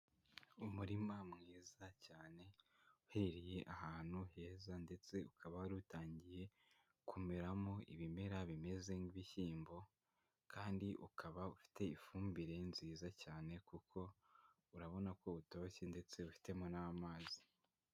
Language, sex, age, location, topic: Kinyarwanda, male, 18-24, Huye, agriculture